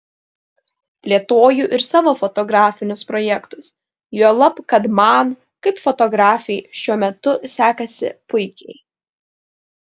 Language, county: Lithuanian, Vilnius